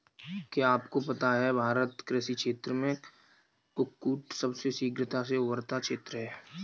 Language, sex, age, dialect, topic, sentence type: Hindi, male, 41-45, Kanauji Braj Bhasha, agriculture, statement